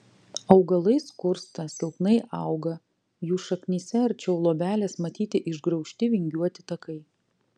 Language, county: Lithuanian, Vilnius